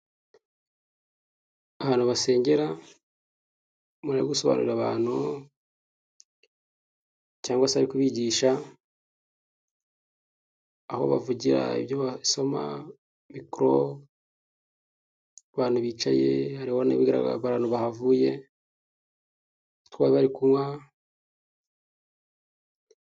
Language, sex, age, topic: Kinyarwanda, male, 18-24, health